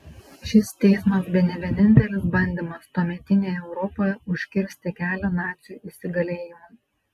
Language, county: Lithuanian, Panevėžys